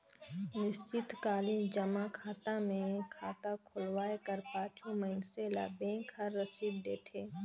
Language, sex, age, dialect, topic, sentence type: Chhattisgarhi, female, 18-24, Northern/Bhandar, banking, statement